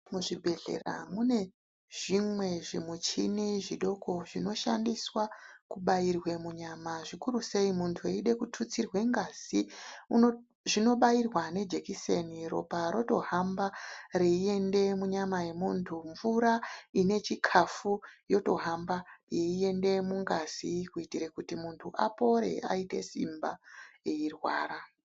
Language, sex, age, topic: Ndau, female, 36-49, health